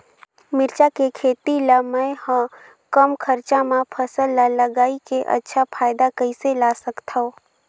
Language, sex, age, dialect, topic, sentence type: Chhattisgarhi, female, 18-24, Northern/Bhandar, agriculture, question